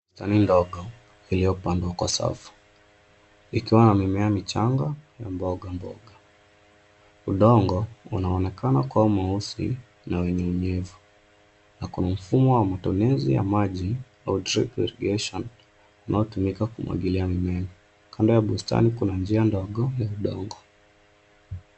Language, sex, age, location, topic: Swahili, male, 25-35, Nairobi, agriculture